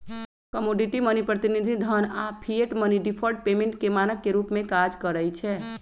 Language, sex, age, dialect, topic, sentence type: Magahi, male, 18-24, Western, banking, statement